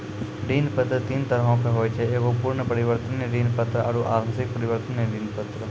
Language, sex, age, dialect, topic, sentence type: Maithili, male, 25-30, Angika, banking, statement